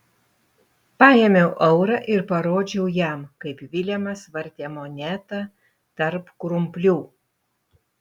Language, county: Lithuanian, Utena